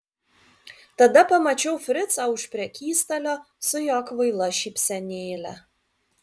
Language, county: Lithuanian, Vilnius